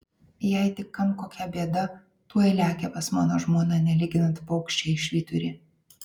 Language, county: Lithuanian, Vilnius